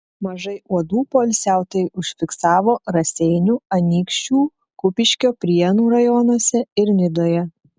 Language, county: Lithuanian, Telšiai